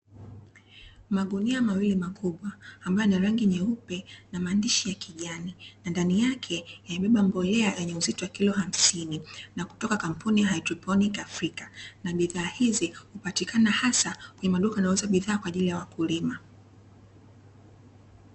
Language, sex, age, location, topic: Swahili, female, 25-35, Dar es Salaam, agriculture